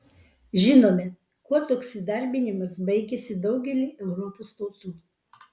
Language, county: Lithuanian, Vilnius